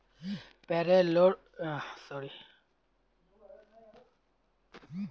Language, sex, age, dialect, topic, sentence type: Magahi, male, 18-24, Northeastern/Surjapuri, banking, statement